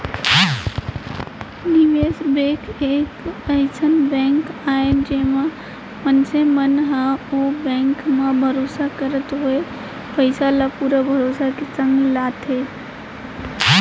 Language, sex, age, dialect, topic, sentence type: Chhattisgarhi, female, 18-24, Central, banking, statement